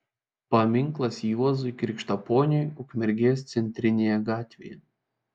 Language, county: Lithuanian, Šiauliai